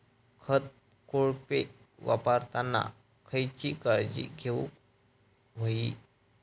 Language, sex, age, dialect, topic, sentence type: Marathi, male, 25-30, Southern Konkan, agriculture, question